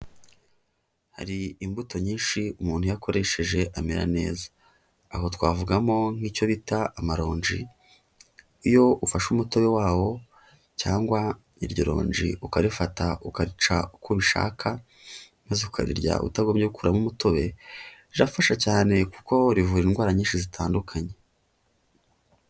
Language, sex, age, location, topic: Kinyarwanda, male, 18-24, Huye, health